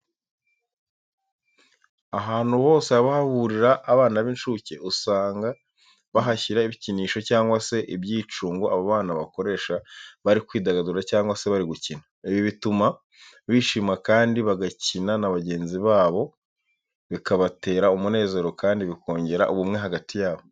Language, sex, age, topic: Kinyarwanda, male, 25-35, education